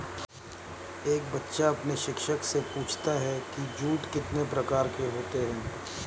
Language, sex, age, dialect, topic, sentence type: Hindi, male, 31-35, Awadhi Bundeli, agriculture, statement